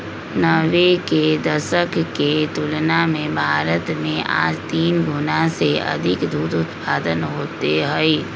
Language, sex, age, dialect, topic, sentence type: Magahi, female, 25-30, Western, agriculture, statement